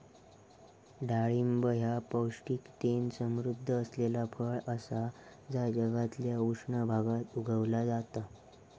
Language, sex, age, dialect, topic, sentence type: Marathi, male, 18-24, Southern Konkan, agriculture, statement